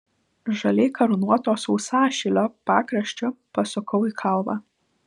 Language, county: Lithuanian, Vilnius